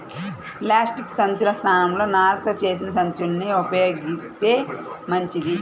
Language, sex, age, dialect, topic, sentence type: Telugu, female, 31-35, Central/Coastal, agriculture, statement